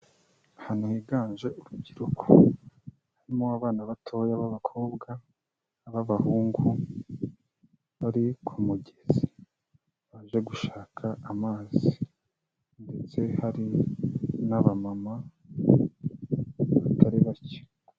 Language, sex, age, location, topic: Kinyarwanda, male, 25-35, Kigali, health